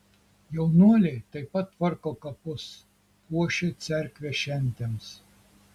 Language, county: Lithuanian, Kaunas